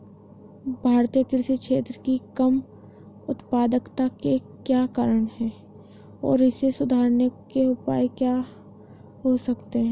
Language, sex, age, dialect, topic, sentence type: Hindi, female, 18-24, Hindustani Malvi Khadi Boli, agriculture, question